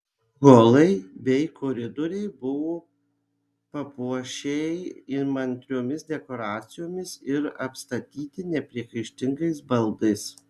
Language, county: Lithuanian, Kaunas